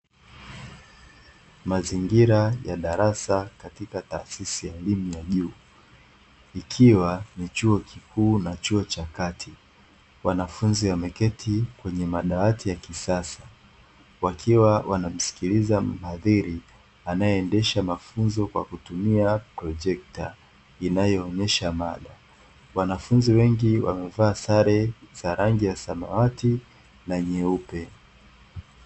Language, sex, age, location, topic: Swahili, male, 18-24, Dar es Salaam, education